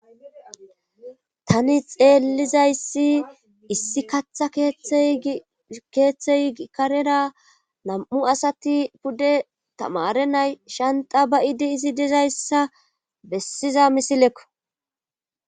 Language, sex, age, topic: Gamo, female, 25-35, government